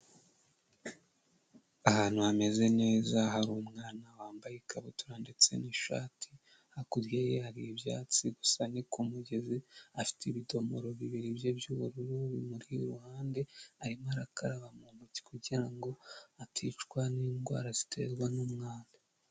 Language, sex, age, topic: Kinyarwanda, female, 18-24, health